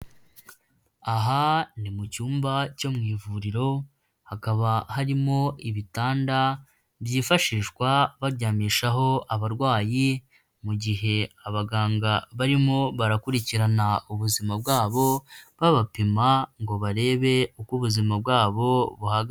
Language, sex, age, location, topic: Kinyarwanda, female, 25-35, Huye, health